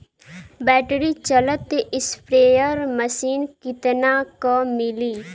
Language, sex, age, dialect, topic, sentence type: Bhojpuri, female, <18, Western, agriculture, question